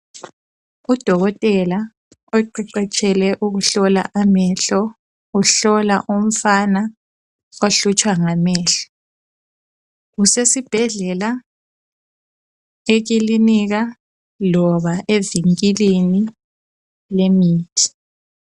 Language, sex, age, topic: North Ndebele, female, 25-35, health